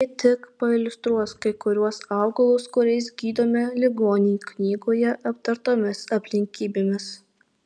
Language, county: Lithuanian, Alytus